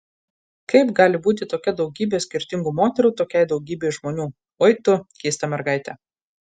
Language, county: Lithuanian, Marijampolė